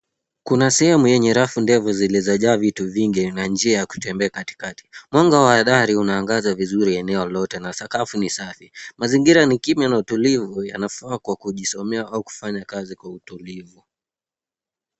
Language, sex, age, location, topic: Swahili, male, 18-24, Nairobi, education